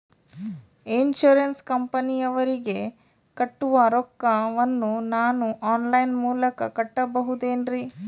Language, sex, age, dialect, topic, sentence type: Kannada, female, 36-40, Northeastern, banking, question